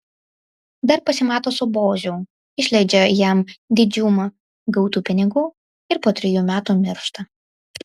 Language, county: Lithuanian, Vilnius